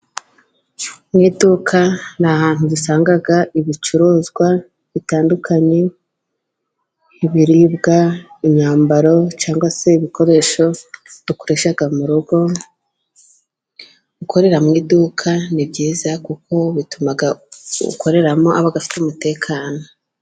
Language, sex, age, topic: Kinyarwanda, female, 18-24, finance